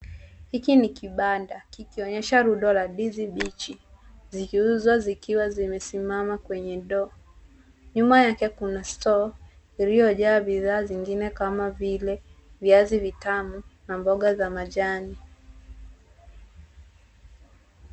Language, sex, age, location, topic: Swahili, female, 36-49, Nairobi, finance